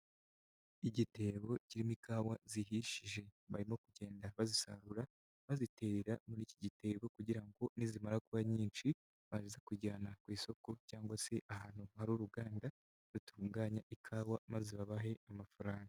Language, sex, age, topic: Kinyarwanda, male, 18-24, agriculture